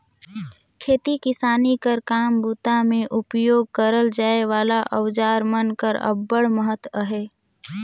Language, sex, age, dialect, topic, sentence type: Chhattisgarhi, female, 18-24, Northern/Bhandar, agriculture, statement